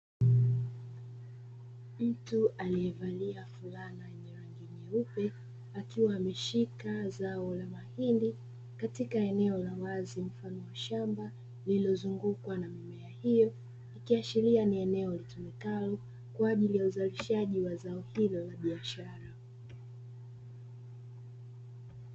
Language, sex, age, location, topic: Swahili, female, 25-35, Dar es Salaam, agriculture